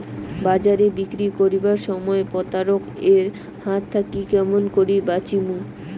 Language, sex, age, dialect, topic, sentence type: Bengali, female, 18-24, Rajbangshi, agriculture, question